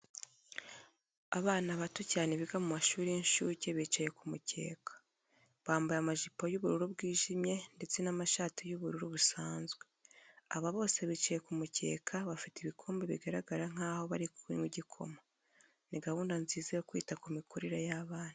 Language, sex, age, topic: Kinyarwanda, female, 25-35, education